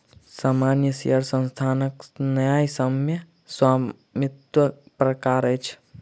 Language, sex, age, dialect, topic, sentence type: Maithili, male, 46-50, Southern/Standard, banking, statement